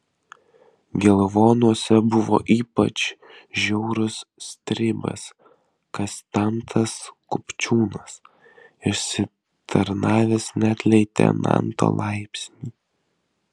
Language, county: Lithuanian, Vilnius